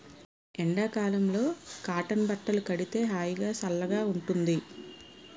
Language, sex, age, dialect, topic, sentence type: Telugu, female, 36-40, Utterandhra, agriculture, statement